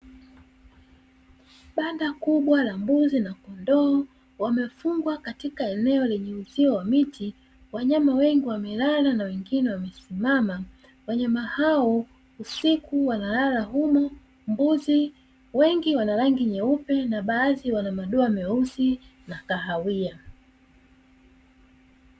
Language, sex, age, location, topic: Swahili, female, 36-49, Dar es Salaam, agriculture